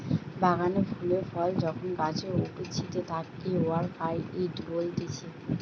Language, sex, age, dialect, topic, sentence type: Bengali, female, 18-24, Western, agriculture, statement